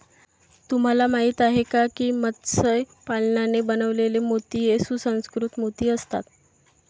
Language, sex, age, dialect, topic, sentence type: Marathi, female, 25-30, Varhadi, agriculture, statement